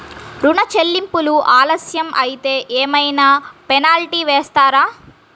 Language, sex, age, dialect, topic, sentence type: Telugu, female, 36-40, Central/Coastal, banking, question